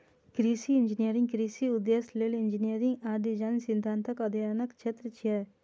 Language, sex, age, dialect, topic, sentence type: Maithili, female, 25-30, Eastern / Thethi, agriculture, statement